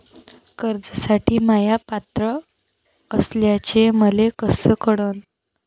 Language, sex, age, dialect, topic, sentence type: Marathi, female, 18-24, Varhadi, banking, question